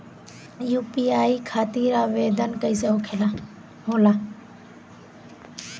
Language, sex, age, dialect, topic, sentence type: Bhojpuri, female, 25-30, Western, banking, question